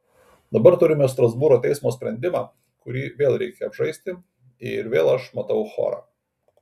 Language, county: Lithuanian, Kaunas